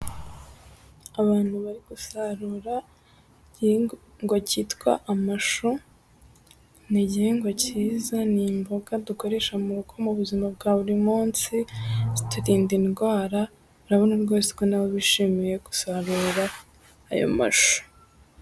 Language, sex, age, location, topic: Kinyarwanda, female, 18-24, Musanze, agriculture